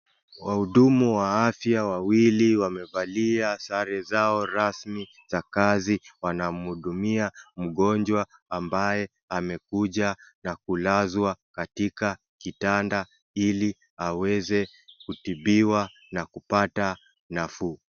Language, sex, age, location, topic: Swahili, male, 25-35, Wajir, health